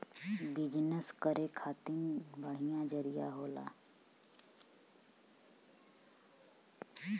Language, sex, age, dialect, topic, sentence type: Bhojpuri, female, 31-35, Western, agriculture, statement